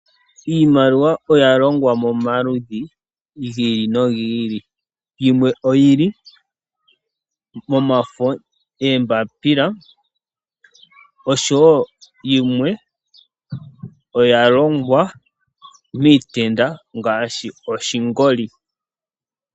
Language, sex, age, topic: Oshiwambo, male, 25-35, finance